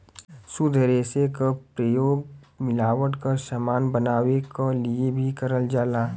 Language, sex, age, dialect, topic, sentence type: Bhojpuri, male, 18-24, Western, agriculture, statement